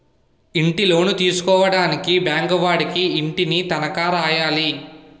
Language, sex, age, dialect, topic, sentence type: Telugu, male, 18-24, Utterandhra, banking, statement